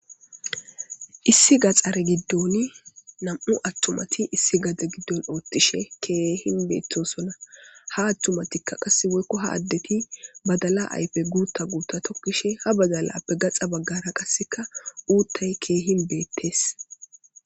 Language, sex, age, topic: Gamo, female, 18-24, agriculture